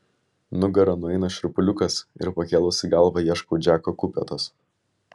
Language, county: Lithuanian, Vilnius